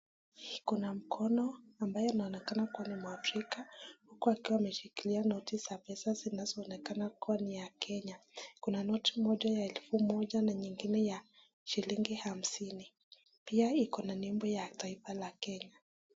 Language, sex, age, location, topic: Swahili, female, 25-35, Nakuru, finance